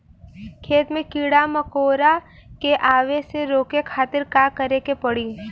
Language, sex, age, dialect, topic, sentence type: Bhojpuri, female, 18-24, Southern / Standard, agriculture, question